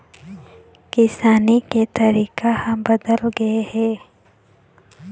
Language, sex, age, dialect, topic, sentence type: Chhattisgarhi, female, 18-24, Eastern, agriculture, statement